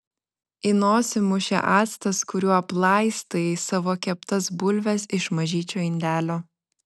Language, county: Lithuanian, Vilnius